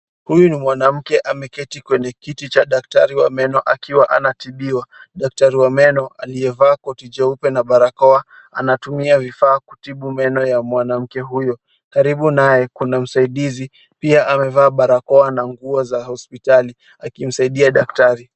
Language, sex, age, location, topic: Swahili, male, 18-24, Kisumu, health